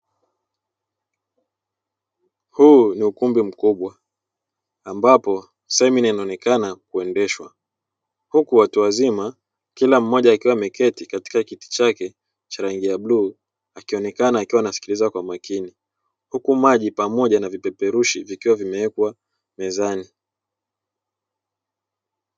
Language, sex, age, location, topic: Swahili, male, 25-35, Dar es Salaam, education